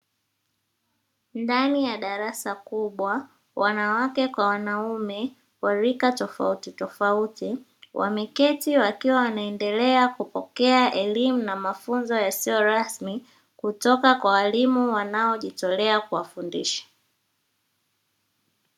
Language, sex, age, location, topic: Swahili, female, 18-24, Dar es Salaam, education